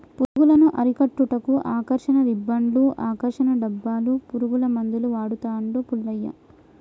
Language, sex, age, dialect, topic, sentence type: Telugu, female, 25-30, Telangana, agriculture, statement